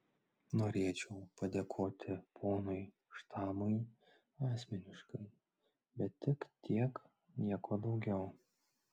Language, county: Lithuanian, Klaipėda